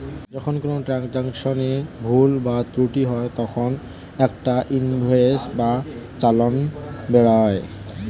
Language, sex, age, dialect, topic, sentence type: Bengali, male, 18-24, Standard Colloquial, banking, statement